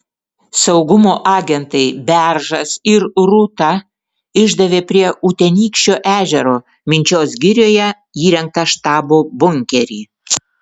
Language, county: Lithuanian, Vilnius